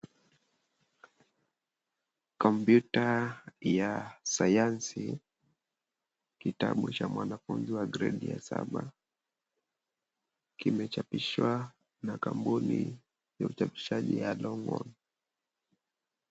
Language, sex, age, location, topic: Swahili, male, 25-35, Kisii, education